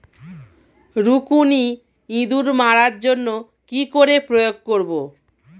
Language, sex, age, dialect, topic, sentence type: Bengali, female, 36-40, Standard Colloquial, agriculture, question